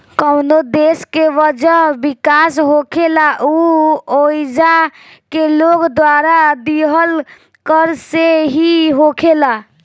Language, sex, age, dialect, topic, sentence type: Bhojpuri, female, 18-24, Southern / Standard, banking, statement